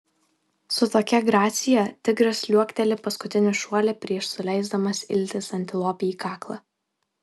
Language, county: Lithuanian, Vilnius